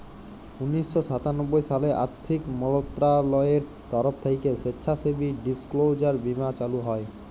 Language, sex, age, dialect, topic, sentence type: Bengali, male, 25-30, Jharkhandi, banking, statement